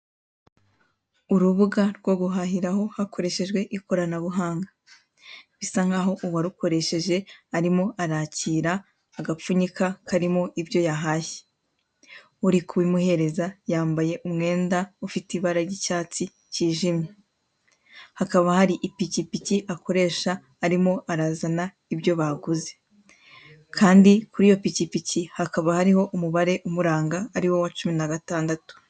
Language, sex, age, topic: Kinyarwanda, female, 18-24, finance